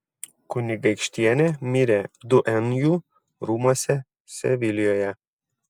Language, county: Lithuanian, Šiauliai